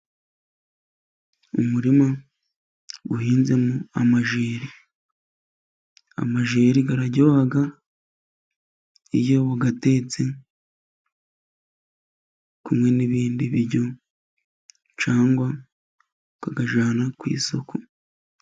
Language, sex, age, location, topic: Kinyarwanda, male, 25-35, Musanze, agriculture